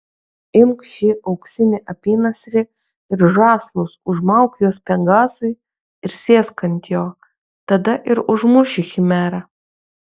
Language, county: Lithuanian, Kaunas